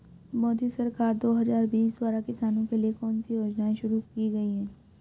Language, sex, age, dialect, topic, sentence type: Hindi, female, 18-24, Hindustani Malvi Khadi Boli, agriculture, question